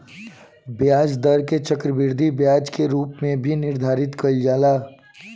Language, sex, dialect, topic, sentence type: Bhojpuri, male, Southern / Standard, banking, statement